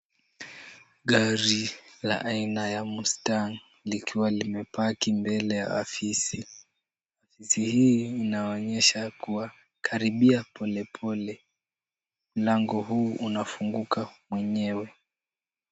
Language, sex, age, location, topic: Swahili, male, 18-24, Kisumu, finance